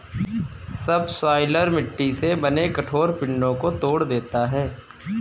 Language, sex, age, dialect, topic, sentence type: Hindi, male, 25-30, Kanauji Braj Bhasha, agriculture, statement